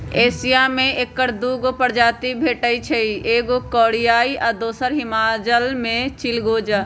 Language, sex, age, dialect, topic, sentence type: Magahi, female, 25-30, Western, agriculture, statement